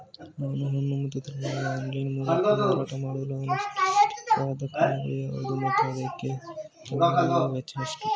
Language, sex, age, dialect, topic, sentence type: Kannada, male, 18-24, Mysore Kannada, agriculture, question